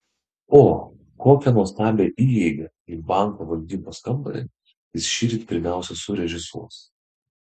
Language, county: Lithuanian, Vilnius